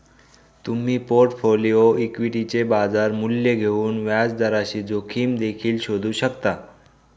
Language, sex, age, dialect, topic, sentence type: Marathi, male, 18-24, Northern Konkan, banking, statement